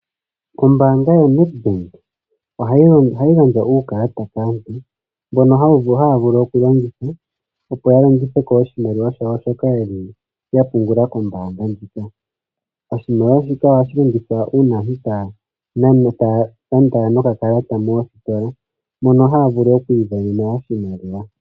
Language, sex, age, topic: Oshiwambo, male, 25-35, finance